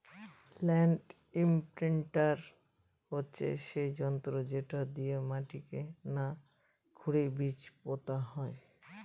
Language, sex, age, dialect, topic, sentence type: Bengali, male, 25-30, Northern/Varendri, agriculture, statement